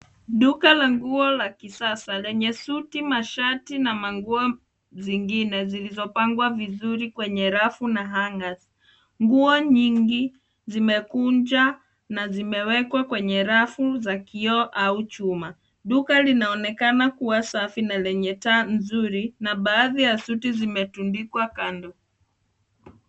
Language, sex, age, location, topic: Swahili, female, 25-35, Nairobi, finance